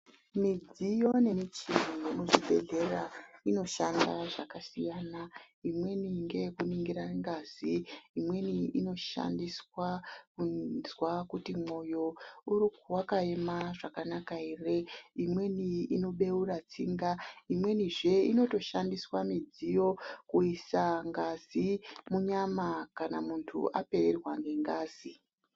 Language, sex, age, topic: Ndau, male, 25-35, health